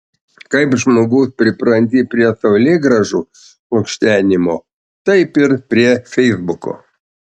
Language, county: Lithuanian, Panevėžys